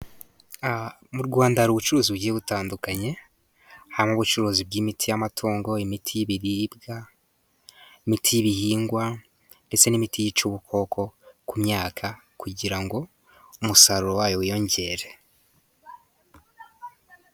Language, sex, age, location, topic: Kinyarwanda, male, 18-24, Musanze, finance